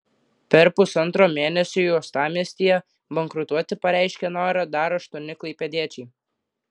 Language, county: Lithuanian, Klaipėda